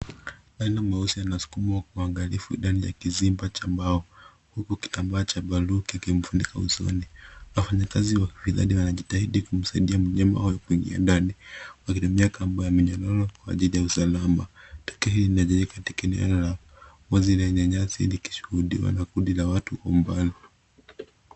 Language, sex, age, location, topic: Swahili, male, 25-35, Nairobi, government